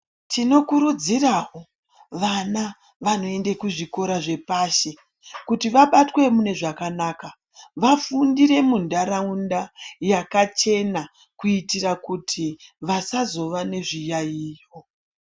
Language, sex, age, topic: Ndau, male, 25-35, education